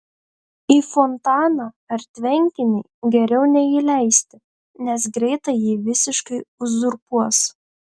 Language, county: Lithuanian, Panevėžys